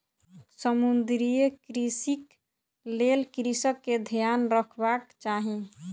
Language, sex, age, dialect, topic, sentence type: Maithili, female, 18-24, Southern/Standard, agriculture, statement